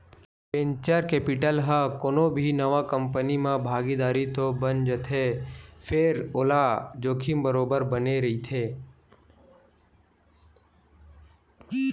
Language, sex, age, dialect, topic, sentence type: Chhattisgarhi, male, 18-24, Western/Budati/Khatahi, banking, statement